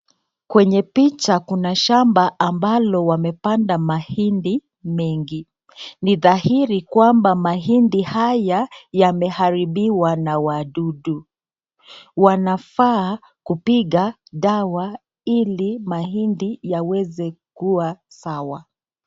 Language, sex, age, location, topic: Swahili, female, 25-35, Nakuru, agriculture